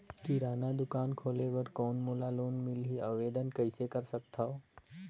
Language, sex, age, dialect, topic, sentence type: Chhattisgarhi, male, 18-24, Northern/Bhandar, banking, question